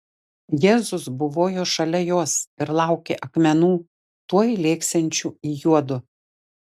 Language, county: Lithuanian, Šiauliai